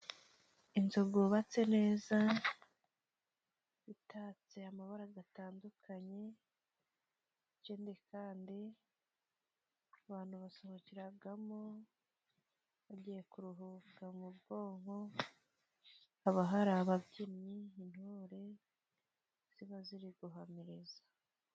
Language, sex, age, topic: Kinyarwanda, female, 25-35, finance